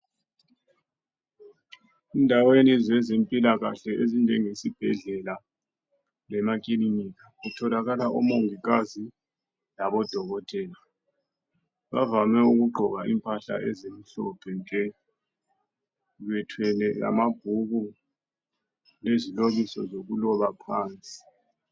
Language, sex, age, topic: North Ndebele, male, 36-49, health